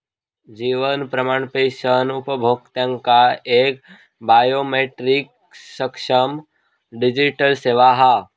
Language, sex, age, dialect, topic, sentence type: Marathi, male, 18-24, Southern Konkan, banking, statement